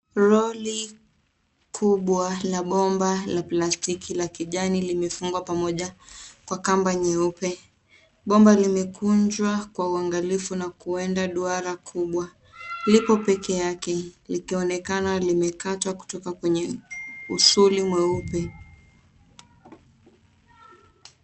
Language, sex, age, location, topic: Swahili, female, 18-24, Nairobi, government